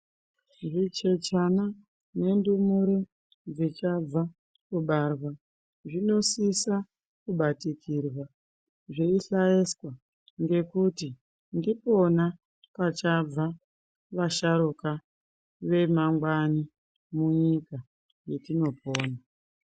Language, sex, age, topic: Ndau, female, 18-24, health